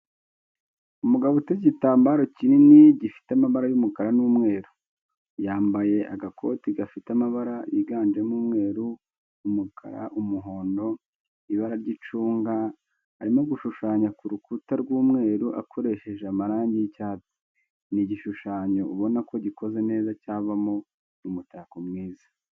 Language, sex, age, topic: Kinyarwanda, male, 25-35, education